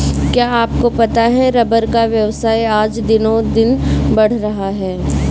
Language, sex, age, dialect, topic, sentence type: Hindi, female, 25-30, Kanauji Braj Bhasha, agriculture, statement